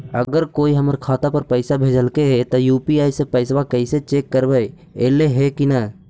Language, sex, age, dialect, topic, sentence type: Magahi, male, 18-24, Central/Standard, banking, question